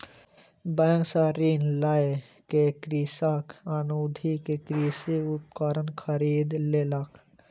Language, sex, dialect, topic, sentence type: Maithili, male, Southern/Standard, agriculture, statement